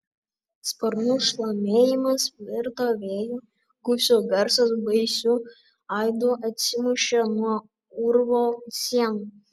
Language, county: Lithuanian, Panevėžys